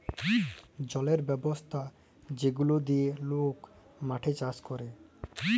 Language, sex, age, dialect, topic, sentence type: Bengali, male, 18-24, Jharkhandi, agriculture, statement